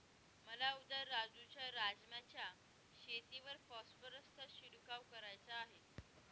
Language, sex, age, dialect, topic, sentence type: Marathi, female, 18-24, Northern Konkan, agriculture, statement